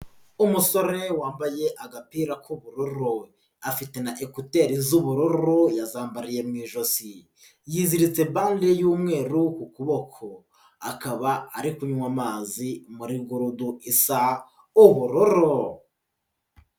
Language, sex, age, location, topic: Kinyarwanda, male, 25-35, Huye, health